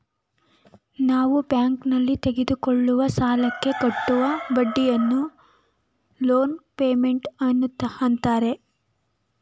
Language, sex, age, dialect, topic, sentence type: Kannada, female, 18-24, Mysore Kannada, banking, statement